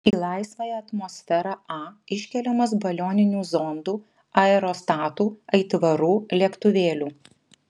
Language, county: Lithuanian, Vilnius